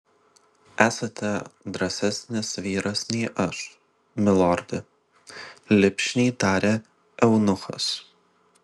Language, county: Lithuanian, Vilnius